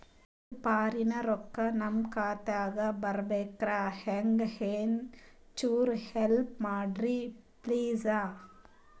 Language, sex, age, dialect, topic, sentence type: Kannada, female, 31-35, Northeastern, banking, question